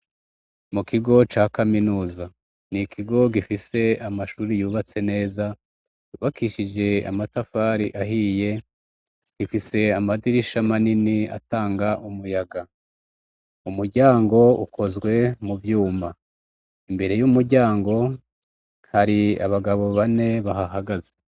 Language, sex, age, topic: Rundi, male, 36-49, education